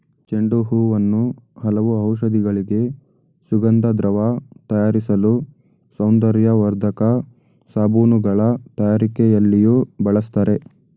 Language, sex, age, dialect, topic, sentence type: Kannada, male, 18-24, Mysore Kannada, agriculture, statement